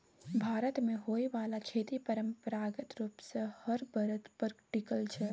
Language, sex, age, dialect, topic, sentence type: Maithili, female, 18-24, Bajjika, agriculture, statement